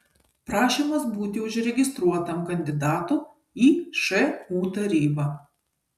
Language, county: Lithuanian, Kaunas